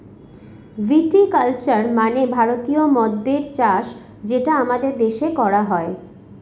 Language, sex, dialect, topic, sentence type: Bengali, female, Northern/Varendri, agriculture, statement